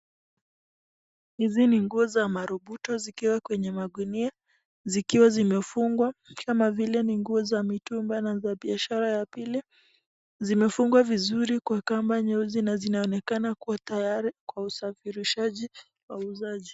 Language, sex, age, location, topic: Swahili, female, 25-35, Nakuru, finance